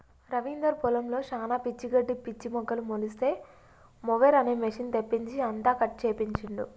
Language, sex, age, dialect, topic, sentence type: Telugu, female, 25-30, Telangana, agriculture, statement